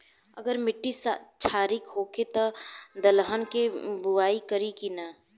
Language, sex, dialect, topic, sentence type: Bhojpuri, female, Southern / Standard, agriculture, question